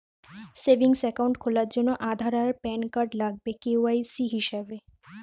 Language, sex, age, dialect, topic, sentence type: Bengali, female, 25-30, Standard Colloquial, banking, statement